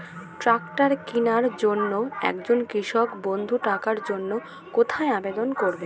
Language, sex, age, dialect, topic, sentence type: Bengali, female, 18-24, Standard Colloquial, agriculture, question